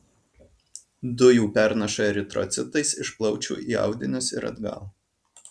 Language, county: Lithuanian, Alytus